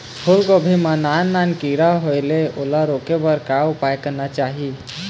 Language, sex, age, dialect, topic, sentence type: Chhattisgarhi, male, 18-24, Eastern, agriculture, question